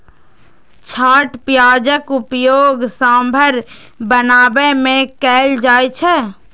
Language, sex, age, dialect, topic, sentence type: Maithili, female, 18-24, Eastern / Thethi, agriculture, statement